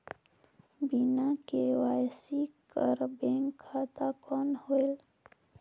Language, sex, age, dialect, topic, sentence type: Chhattisgarhi, female, 18-24, Northern/Bhandar, banking, question